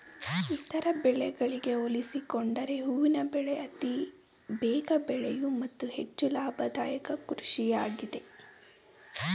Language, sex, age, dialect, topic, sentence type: Kannada, female, 18-24, Mysore Kannada, agriculture, statement